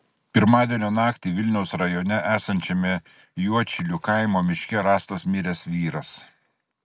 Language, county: Lithuanian, Klaipėda